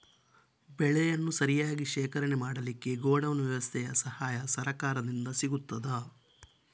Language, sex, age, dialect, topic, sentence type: Kannada, male, 18-24, Coastal/Dakshin, agriculture, question